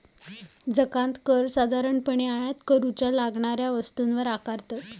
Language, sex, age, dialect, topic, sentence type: Marathi, female, 18-24, Southern Konkan, banking, statement